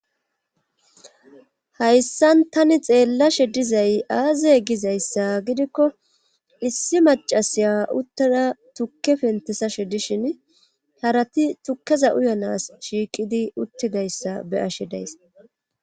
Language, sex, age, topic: Gamo, female, 36-49, government